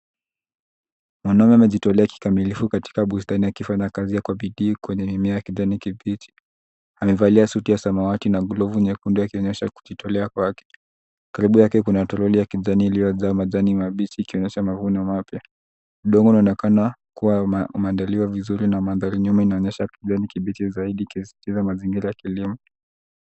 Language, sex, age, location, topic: Swahili, male, 18-24, Nairobi, health